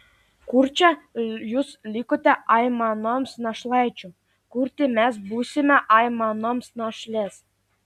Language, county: Lithuanian, Klaipėda